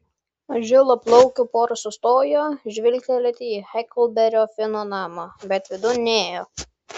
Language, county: Lithuanian, Vilnius